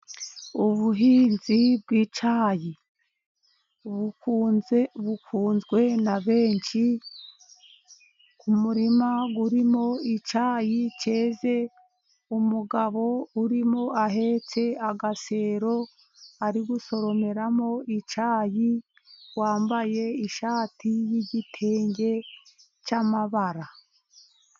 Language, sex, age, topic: Kinyarwanda, female, 50+, agriculture